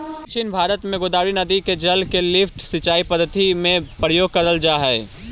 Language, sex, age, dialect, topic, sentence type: Magahi, male, 18-24, Central/Standard, agriculture, statement